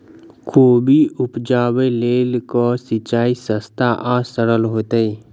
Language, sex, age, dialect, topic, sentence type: Maithili, male, 41-45, Southern/Standard, agriculture, question